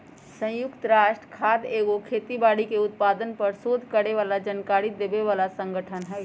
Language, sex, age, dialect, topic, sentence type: Magahi, female, 56-60, Western, agriculture, statement